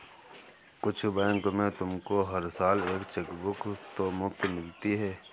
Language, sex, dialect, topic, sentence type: Hindi, male, Kanauji Braj Bhasha, banking, statement